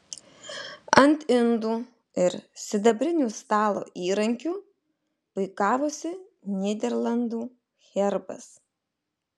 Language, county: Lithuanian, Alytus